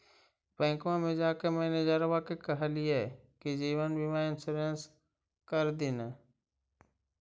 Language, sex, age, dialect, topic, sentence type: Magahi, male, 31-35, Central/Standard, banking, question